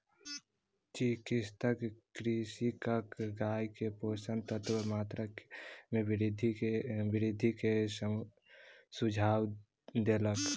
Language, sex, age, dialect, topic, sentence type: Maithili, male, 18-24, Southern/Standard, agriculture, statement